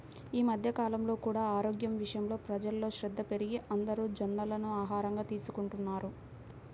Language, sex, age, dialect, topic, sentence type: Telugu, female, 18-24, Central/Coastal, agriculture, statement